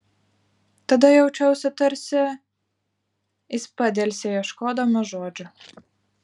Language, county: Lithuanian, Vilnius